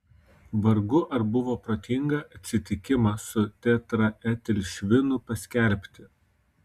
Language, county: Lithuanian, Kaunas